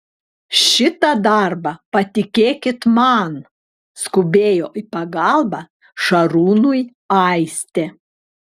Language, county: Lithuanian, Klaipėda